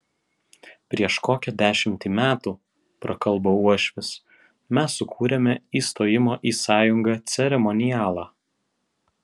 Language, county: Lithuanian, Vilnius